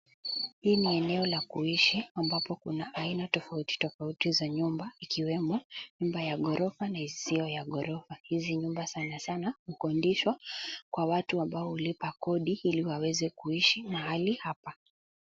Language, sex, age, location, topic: Swahili, male, 18-24, Nairobi, finance